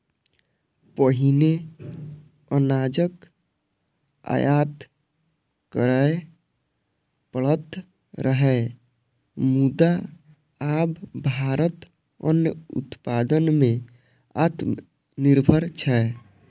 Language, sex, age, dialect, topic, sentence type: Maithili, male, 25-30, Eastern / Thethi, agriculture, statement